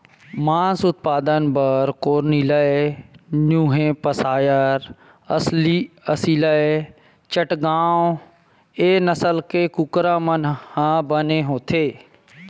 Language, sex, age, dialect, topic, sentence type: Chhattisgarhi, male, 25-30, Western/Budati/Khatahi, agriculture, statement